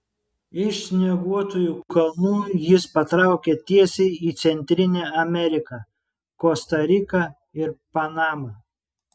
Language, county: Lithuanian, Šiauliai